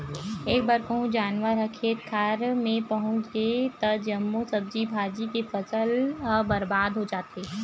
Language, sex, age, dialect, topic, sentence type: Chhattisgarhi, female, 18-24, Western/Budati/Khatahi, agriculture, statement